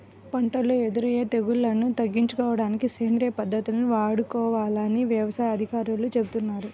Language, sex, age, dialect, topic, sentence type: Telugu, female, 25-30, Central/Coastal, agriculture, statement